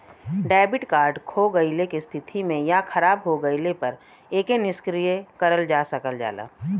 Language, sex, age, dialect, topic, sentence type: Bhojpuri, female, 36-40, Western, banking, statement